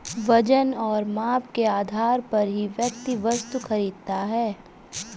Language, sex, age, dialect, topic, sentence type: Hindi, female, 25-30, Awadhi Bundeli, agriculture, statement